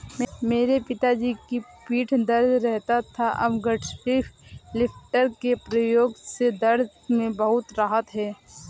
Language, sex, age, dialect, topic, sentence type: Hindi, female, 18-24, Awadhi Bundeli, agriculture, statement